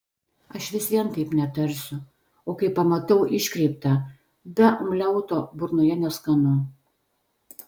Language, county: Lithuanian, Telšiai